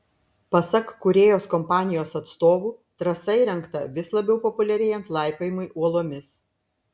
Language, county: Lithuanian, Klaipėda